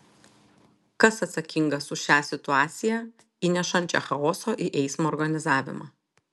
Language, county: Lithuanian, Telšiai